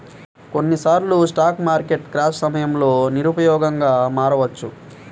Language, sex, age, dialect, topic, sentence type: Telugu, male, 18-24, Central/Coastal, banking, statement